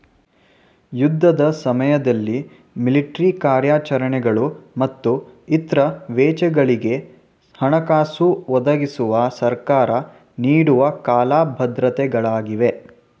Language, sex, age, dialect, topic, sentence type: Kannada, male, 18-24, Mysore Kannada, banking, statement